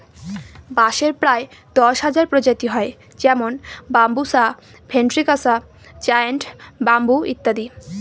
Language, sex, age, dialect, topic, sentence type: Bengali, female, 18-24, Northern/Varendri, agriculture, statement